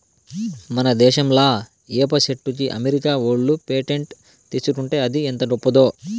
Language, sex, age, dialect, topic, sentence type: Telugu, male, 18-24, Southern, agriculture, statement